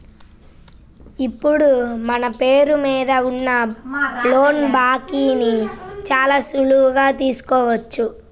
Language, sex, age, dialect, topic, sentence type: Telugu, female, 18-24, Central/Coastal, banking, statement